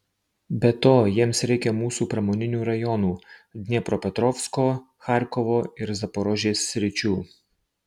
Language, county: Lithuanian, Marijampolė